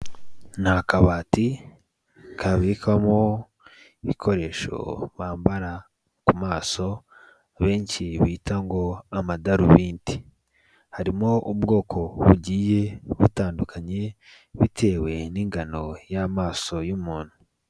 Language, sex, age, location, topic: Kinyarwanda, male, 18-24, Kigali, health